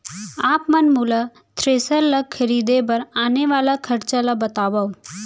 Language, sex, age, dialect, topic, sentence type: Chhattisgarhi, female, 25-30, Central, agriculture, question